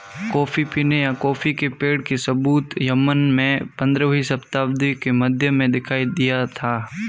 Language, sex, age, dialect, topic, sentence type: Hindi, male, 25-30, Marwari Dhudhari, agriculture, statement